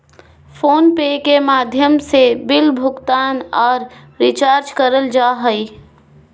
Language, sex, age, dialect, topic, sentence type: Magahi, female, 25-30, Southern, banking, statement